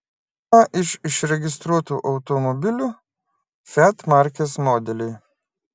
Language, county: Lithuanian, Klaipėda